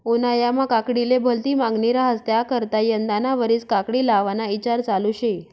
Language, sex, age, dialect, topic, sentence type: Marathi, female, 25-30, Northern Konkan, agriculture, statement